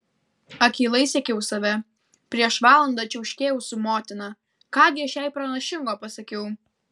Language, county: Lithuanian, Kaunas